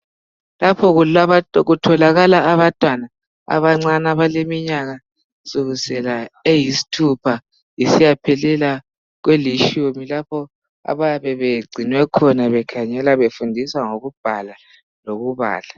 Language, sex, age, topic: North Ndebele, male, 18-24, education